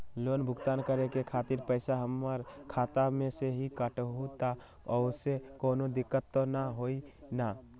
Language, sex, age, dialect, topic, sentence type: Magahi, male, 18-24, Western, banking, question